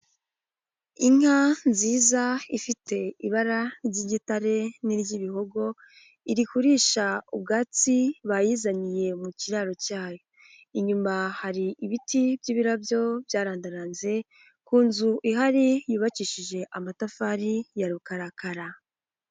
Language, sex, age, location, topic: Kinyarwanda, female, 18-24, Nyagatare, agriculture